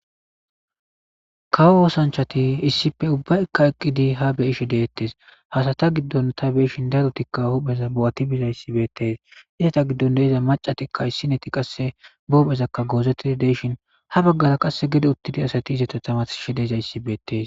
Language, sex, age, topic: Gamo, male, 18-24, government